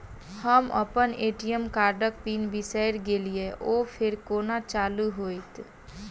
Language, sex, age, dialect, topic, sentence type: Maithili, female, 18-24, Southern/Standard, banking, question